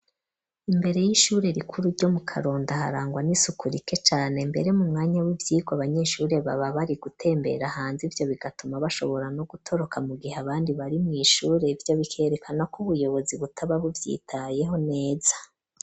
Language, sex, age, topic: Rundi, female, 36-49, education